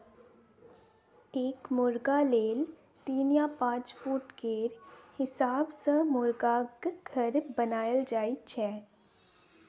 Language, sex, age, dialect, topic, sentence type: Maithili, female, 18-24, Bajjika, agriculture, statement